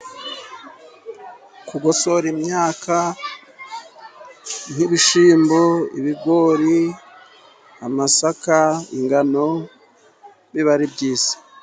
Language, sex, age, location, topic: Kinyarwanda, male, 36-49, Musanze, government